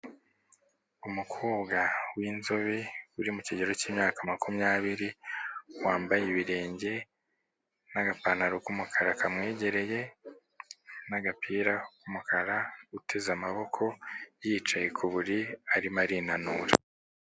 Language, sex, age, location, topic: Kinyarwanda, male, 36-49, Kigali, health